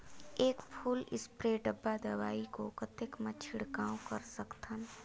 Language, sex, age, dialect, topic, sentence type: Chhattisgarhi, female, 31-35, Northern/Bhandar, agriculture, question